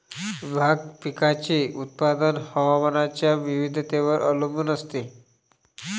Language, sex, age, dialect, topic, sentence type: Marathi, male, 25-30, Varhadi, agriculture, statement